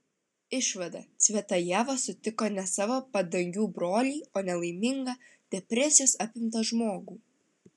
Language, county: Lithuanian, Vilnius